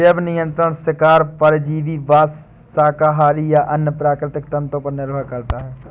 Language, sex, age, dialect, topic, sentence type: Hindi, male, 18-24, Awadhi Bundeli, agriculture, statement